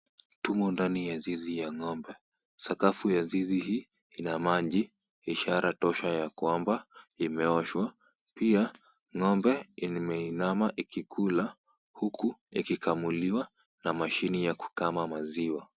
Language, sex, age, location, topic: Swahili, female, 25-35, Kisumu, agriculture